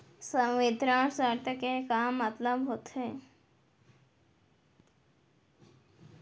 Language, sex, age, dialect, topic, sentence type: Chhattisgarhi, female, 18-24, Central, banking, question